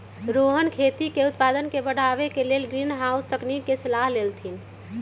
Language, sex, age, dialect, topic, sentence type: Magahi, female, 31-35, Western, agriculture, statement